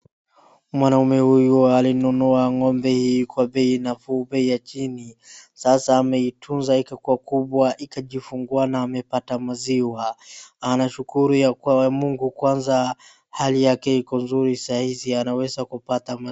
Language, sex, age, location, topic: Swahili, female, 36-49, Wajir, agriculture